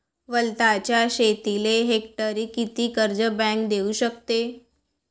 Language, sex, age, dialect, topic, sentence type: Marathi, female, 18-24, Varhadi, agriculture, question